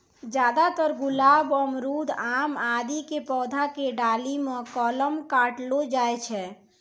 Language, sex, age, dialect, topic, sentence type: Maithili, female, 60-100, Angika, agriculture, statement